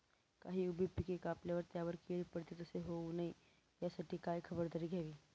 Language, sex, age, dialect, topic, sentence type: Marathi, female, 18-24, Northern Konkan, agriculture, question